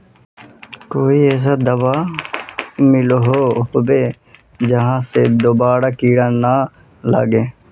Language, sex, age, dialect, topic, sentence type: Magahi, male, 25-30, Northeastern/Surjapuri, agriculture, question